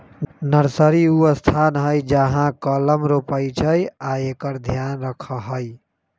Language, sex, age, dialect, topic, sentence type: Magahi, male, 25-30, Western, agriculture, statement